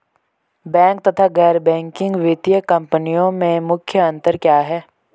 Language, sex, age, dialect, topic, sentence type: Hindi, male, 18-24, Hindustani Malvi Khadi Boli, banking, question